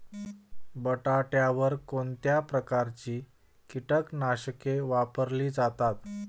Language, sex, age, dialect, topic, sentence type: Marathi, male, 41-45, Standard Marathi, agriculture, question